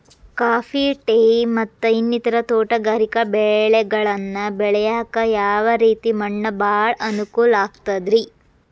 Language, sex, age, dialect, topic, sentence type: Kannada, female, 25-30, Dharwad Kannada, agriculture, question